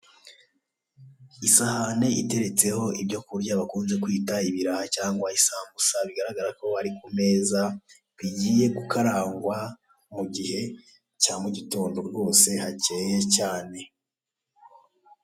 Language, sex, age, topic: Kinyarwanda, male, 18-24, finance